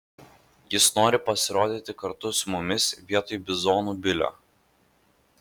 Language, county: Lithuanian, Vilnius